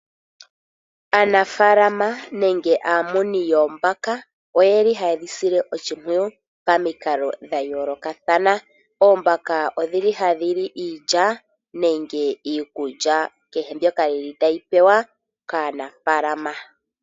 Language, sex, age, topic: Oshiwambo, female, 18-24, agriculture